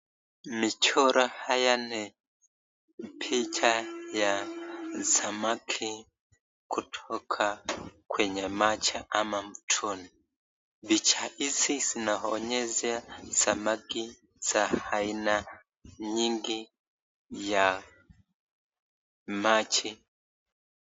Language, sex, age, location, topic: Swahili, male, 25-35, Nakuru, education